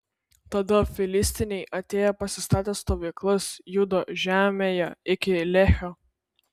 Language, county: Lithuanian, Vilnius